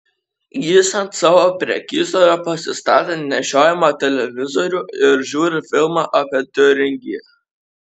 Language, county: Lithuanian, Kaunas